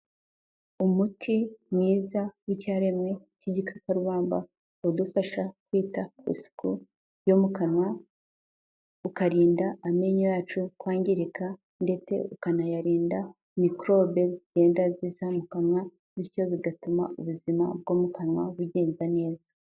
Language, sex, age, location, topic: Kinyarwanda, female, 18-24, Kigali, health